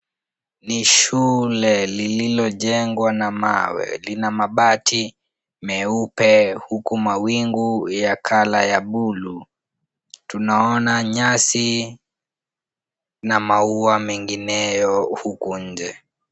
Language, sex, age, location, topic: Swahili, female, 18-24, Kisumu, education